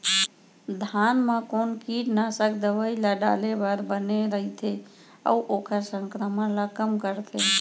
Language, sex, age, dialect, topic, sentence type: Chhattisgarhi, female, 41-45, Central, agriculture, question